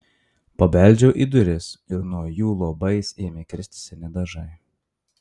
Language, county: Lithuanian, Marijampolė